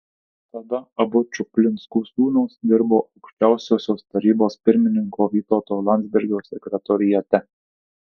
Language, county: Lithuanian, Tauragė